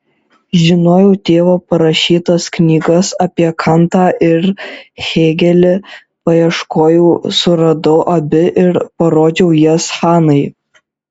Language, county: Lithuanian, Šiauliai